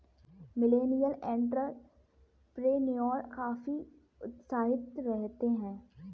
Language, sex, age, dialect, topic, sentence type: Hindi, female, 18-24, Kanauji Braj Bhasha, banking, statement